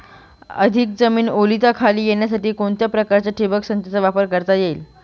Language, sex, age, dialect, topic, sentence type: Marathi, female, 18-24, Northern Konkan, agriculture, question